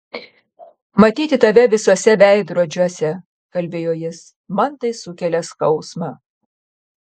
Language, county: Lithuanian, Panevėžys